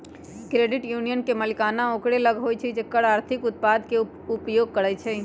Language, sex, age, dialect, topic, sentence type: Magahi, female, 25-30, Western, banking, statement